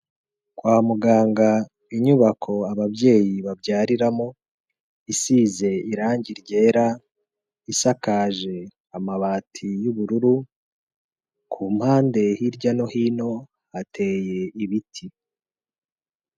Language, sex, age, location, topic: Kinyarwanda, male, 25-35, Kigali, health